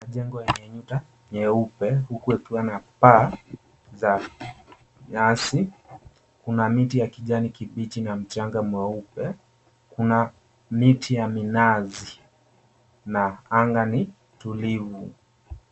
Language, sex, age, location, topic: Swahili, male, 18-24, Mombasa, agriculture